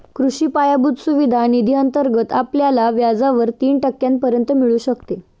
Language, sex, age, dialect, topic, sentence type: Marathi, female, 18-24, Standard Marathi, agriculture, statement